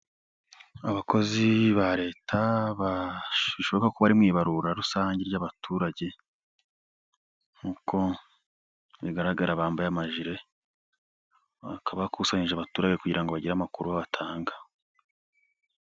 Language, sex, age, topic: Kinyarwanda, male, 25-35, government